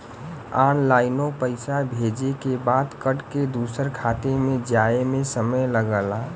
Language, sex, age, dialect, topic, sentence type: Bhojpuri, male, 18-24, Western, banking, statement